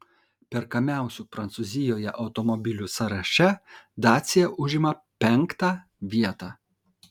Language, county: Lithuanian, Kaunas